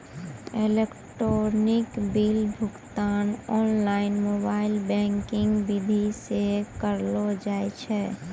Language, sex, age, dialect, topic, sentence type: Maithili, female, 18-24, Angika, banking, statement